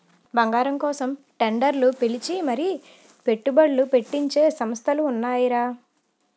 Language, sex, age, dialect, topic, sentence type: Telugu, female, 25-30, Utterandhra, banking, statement